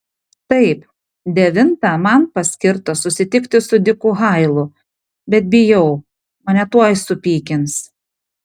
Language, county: Lithuanian, Panevėžys